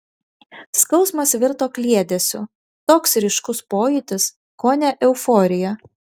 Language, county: Lithuanian, Vilnius